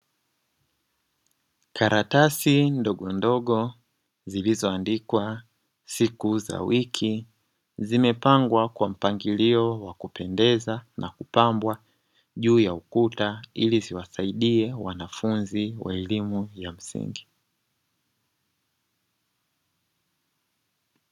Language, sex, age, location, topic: Swahili, female, 25-35, Dar es Salaam, education